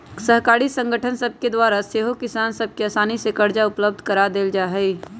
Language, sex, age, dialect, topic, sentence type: Magahi, female, 25-30, Western, agriculture, statement